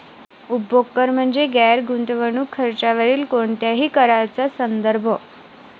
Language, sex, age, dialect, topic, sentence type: Marathi, female, 18-24, Varhadi, banking, statement